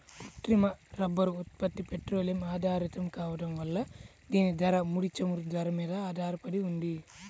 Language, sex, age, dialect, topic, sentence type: Telugu, male, 31-35, Central/Coastal, agriculture, statement